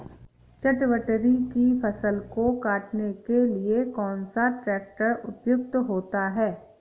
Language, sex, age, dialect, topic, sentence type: Hindi, female, 18-24, Awadhi Bundeli, agriculture, question